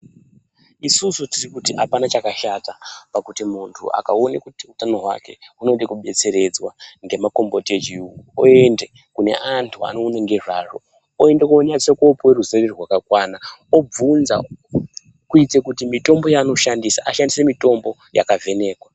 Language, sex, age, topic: Ndau, male, 25-35, health